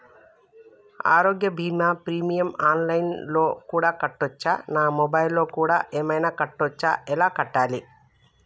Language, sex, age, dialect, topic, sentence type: Telugu, female, 36-40, Telangana, banking, question